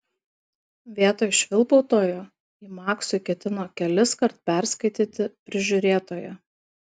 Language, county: Lithuanian, Kaunas